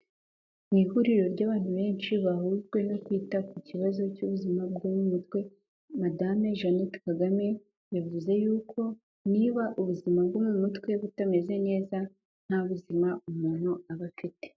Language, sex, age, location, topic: Kinyarwanda, female, 18-24, Kigali, health